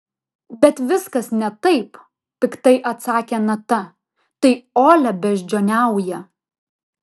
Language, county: Lithuanian, Vilnius